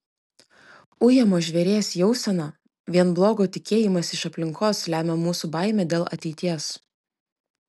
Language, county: Lithuanian, Klaipėda